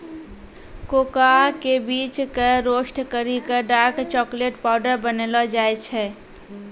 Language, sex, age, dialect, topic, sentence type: Maithili, female, 18-24, Angika, agriculture, statement